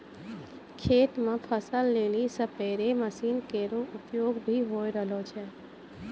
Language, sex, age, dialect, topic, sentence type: Maithili, female, 25-30, Angika, agriculture, statement